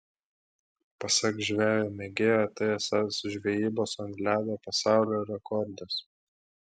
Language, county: Lithuanian, Klaipėda